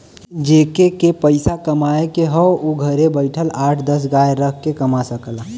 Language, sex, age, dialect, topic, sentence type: Bhojpuri, male, 18-24, Western, agriculture, statement